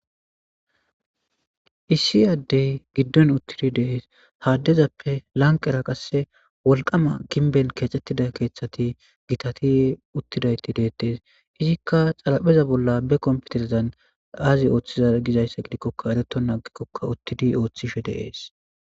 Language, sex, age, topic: Gamo, male, 18-24, government